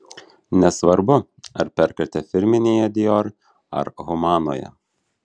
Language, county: Lithuanian, Alytus